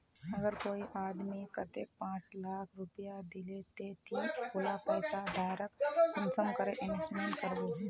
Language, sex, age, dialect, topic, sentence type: Magahi, female, 60-100, Northeastern/Surjapuri, banking, question